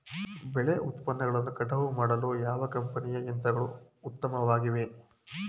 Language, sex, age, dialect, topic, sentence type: Kannada, male, 25-30, Mysore Kannada, agriculture, question